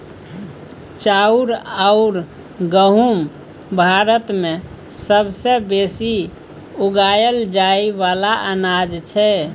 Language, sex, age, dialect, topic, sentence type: Maithili, male, 25-30, Bajjika, agriculture, statement